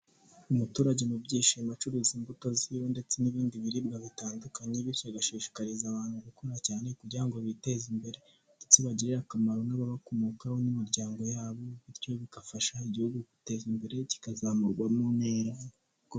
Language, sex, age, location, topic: Kinyarwanda, male, 18-24, Kigali, finance